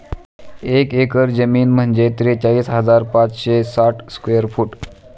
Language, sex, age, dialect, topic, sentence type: Marathi, male, 25-30, Standard Marathi, agriculture, statement